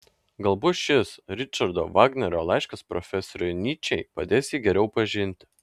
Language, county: Lithuanian, Klaipėda